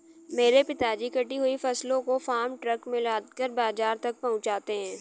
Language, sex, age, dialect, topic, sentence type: Hindi, female, 18-24, Hindustani Malvi Khadi Boli, agriculture, statement